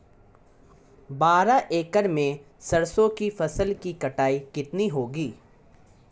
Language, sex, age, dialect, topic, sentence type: Hindi, male, 18-24, Marwari Dhudhari, agriculture, question